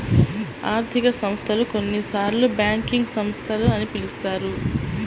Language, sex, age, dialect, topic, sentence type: Telugu, female, 18-24, Central/Coastal, banking, statement